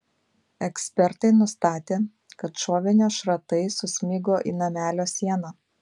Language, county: Lithuanian, Panevėžys